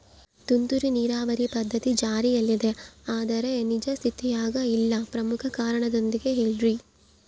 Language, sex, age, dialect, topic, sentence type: Kannada, female, 25-30, Central, agriculture, question